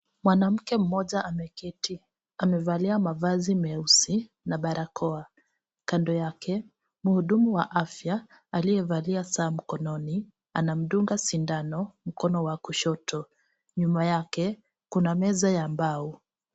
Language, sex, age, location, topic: Swahili, female, 25-35, Kisii, health